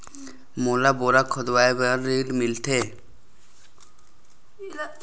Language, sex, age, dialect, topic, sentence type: Chhattisgarhi, male, 18-24, Northern/Bhandar, banking, question